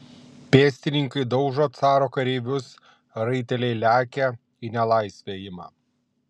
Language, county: Lithuanian, Klaipėda